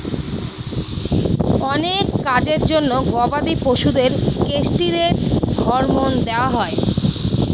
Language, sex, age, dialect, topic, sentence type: Bengali, female, 25-30, Northern/Varendri, agriculture, statement